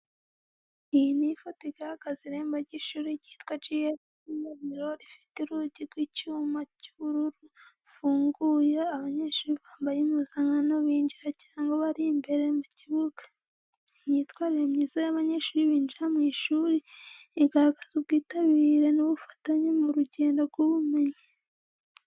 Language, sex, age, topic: Kinyarwanda, female, 18-24, education